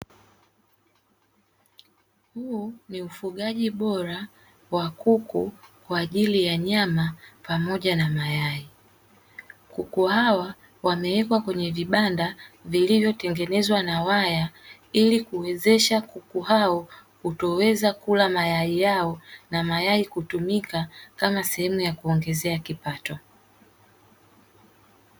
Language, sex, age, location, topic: Swahili, female, 18-24, Dar es Salaam, agriculture